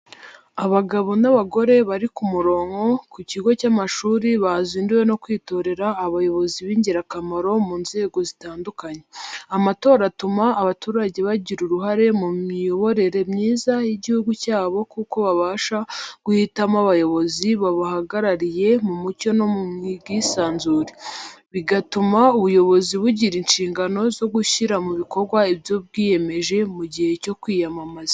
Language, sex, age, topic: Kinyarwanda, female, 25-35, education